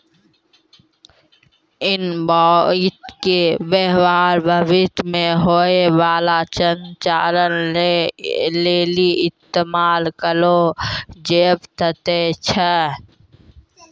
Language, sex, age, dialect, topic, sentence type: Maithili, female, 18-24, Angika, banking, statement